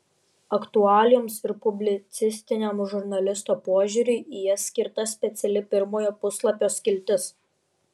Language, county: Lithuanian, Vilnius